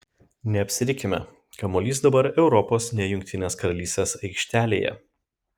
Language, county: Lithuanian, Kaunas